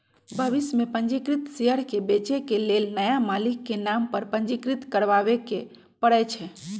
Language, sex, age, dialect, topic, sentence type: Magahi, female, 41-45, Western, banking, statement